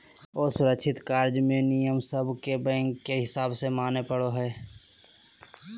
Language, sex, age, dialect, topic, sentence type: Magahi, male, 18-24, Southern, banking, statement